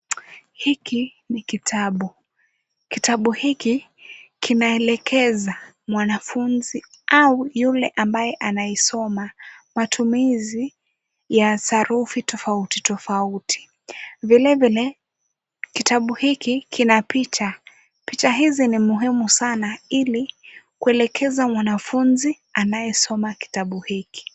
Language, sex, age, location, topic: Swahili, female, 18-24, Kisumu, education